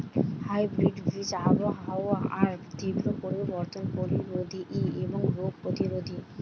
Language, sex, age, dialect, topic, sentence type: Bengali, female, 18-24, Western, agriculture, statement